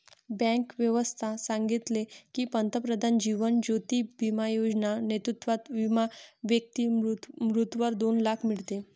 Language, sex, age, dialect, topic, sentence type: Marathi, female, 18-24, Varhadi, banking, statement